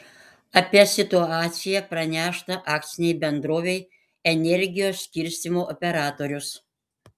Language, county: Lithuanian, Panevėžys